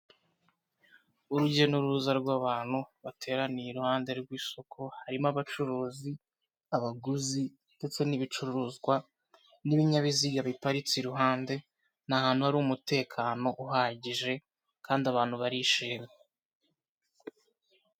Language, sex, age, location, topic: Kinyarwanda, male, 18-24, Kigali, finance